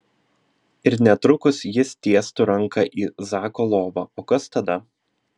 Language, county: Lithuanian, Vilnius